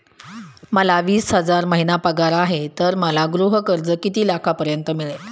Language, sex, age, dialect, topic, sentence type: Marathi, female, 31-35, Standard Marathi, banking, question